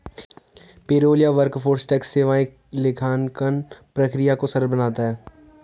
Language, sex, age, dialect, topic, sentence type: Hindi, male, 41-45, Garhwali, banking, statement